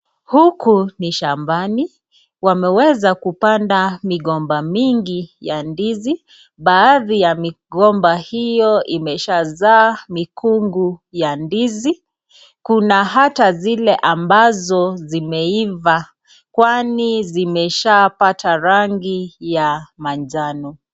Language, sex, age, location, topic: Swahili, female, 36-49, Nakuru, agriculture